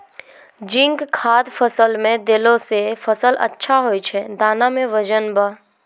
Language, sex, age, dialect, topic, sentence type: Maithili, female, 18-24, Angika, agriculture, question